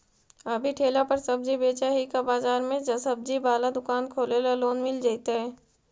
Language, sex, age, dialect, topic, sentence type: Magahi, female, 56-60, Central/Standard, banking, question